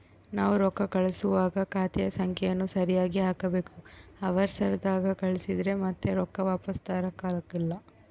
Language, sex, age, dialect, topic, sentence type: Kannada, female, 36-40, Central, banking, statement